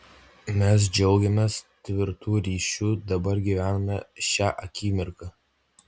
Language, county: Lithuanian, Utena